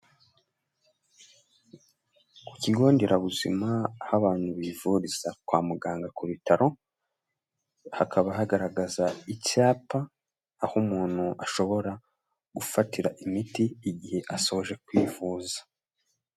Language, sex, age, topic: Kinyarwanda, male, 18-24, government